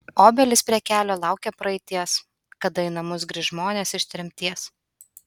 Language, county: Lithuanian, Utena